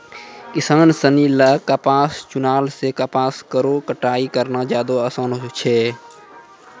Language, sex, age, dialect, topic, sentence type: Maithili, male, 18-24, Angika, agriculture, statement